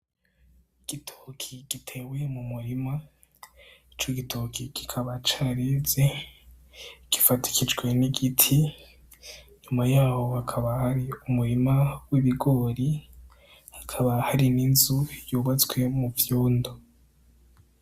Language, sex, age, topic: Rundi, male, 18-24, agriculture